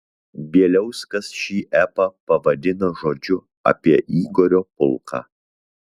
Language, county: Lithuanian, Vilnius